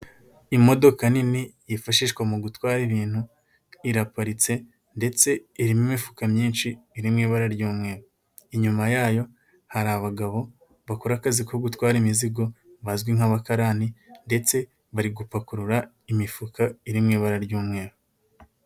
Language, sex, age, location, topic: Kinyarwanda, male, 18-24, Nyagatare, finance